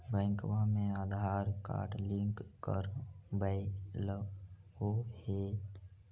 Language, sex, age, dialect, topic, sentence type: Magahi, female, 25-30, Central/Standard, banking, question